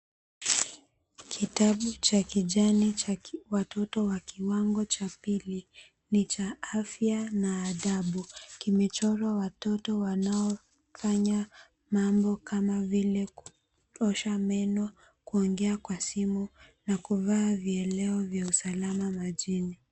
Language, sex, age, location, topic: Swahili, female, 18-24, Mombasa, education